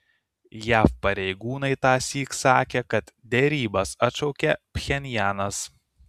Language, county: Lithuanian, Kaunas